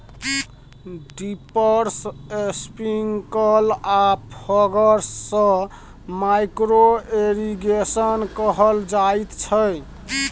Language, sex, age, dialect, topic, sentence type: Maithili, male, 25-30, Bajjika, agriculture, statement